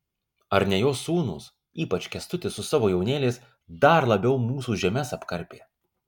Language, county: Lithuanian, Kaunas